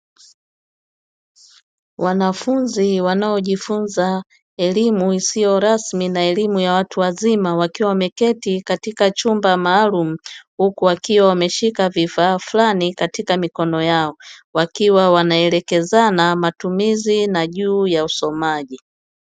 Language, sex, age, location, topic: Swahili, female, 25-35, Dar es Salaam, education